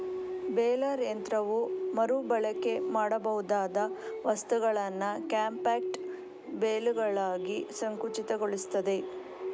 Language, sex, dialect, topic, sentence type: Kannada, female, Coastal/Dakshin, agriculture, statement